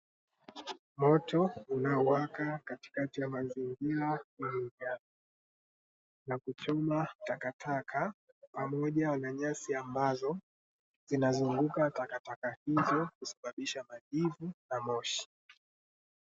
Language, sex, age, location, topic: Swahili, male, 18-24, Dar es Salaam, government